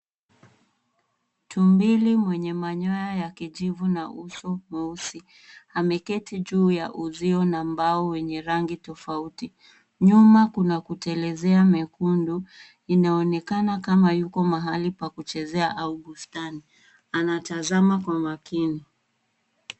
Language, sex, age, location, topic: Swahili, female, 18-24, Nairobi, government